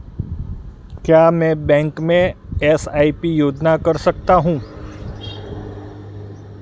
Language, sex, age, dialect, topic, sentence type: Hindi, male, 41-45, Marwari Dhudhari, banking, question